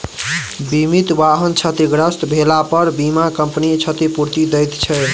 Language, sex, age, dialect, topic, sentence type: Maithili, male, 18-24, Southern/Standard, banking, statement